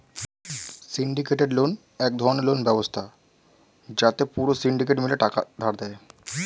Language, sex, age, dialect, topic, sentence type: Bengali, male, 25-30, Standard Colloquial, banking, statement